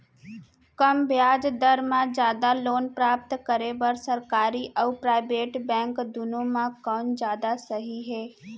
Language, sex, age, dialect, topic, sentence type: Chhattisgarhi, female, 60-100, Central, banking, question